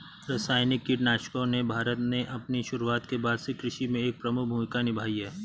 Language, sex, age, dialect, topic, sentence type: Hindi, male, 31-35, Awadhi Bundeli, agriculture, statement